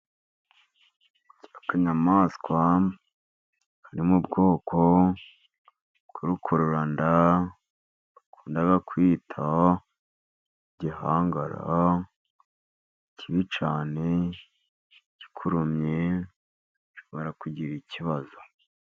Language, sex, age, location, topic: Kinyarwanda, male, 50+, Musanze, agriculture